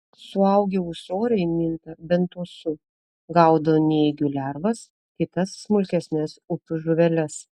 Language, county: Lithuanian, Telšiai